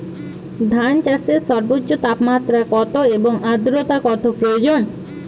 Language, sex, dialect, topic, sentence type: Bengali, female, Jharkhandi, agriculture, question